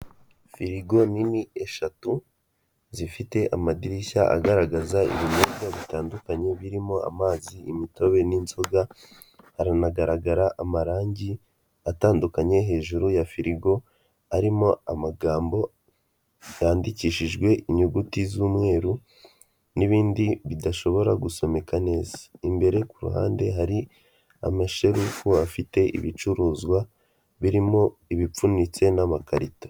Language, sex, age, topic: Kinyarwanda, male, 18-24, finance